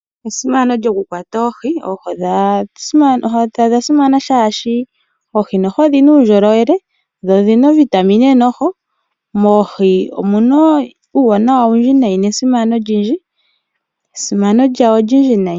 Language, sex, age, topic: Oshiwambo, female, 25-35, agriculture